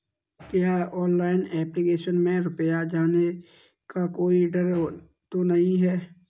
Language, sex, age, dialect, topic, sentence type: Hindi, male, 25-30, Kanauji Braj Bhasha, banking, question